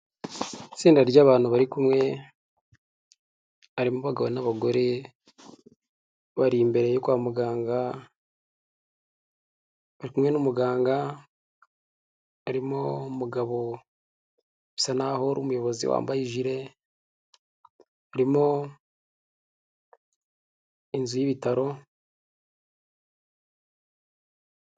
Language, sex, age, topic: Kinyarwanda, male, 18-24, health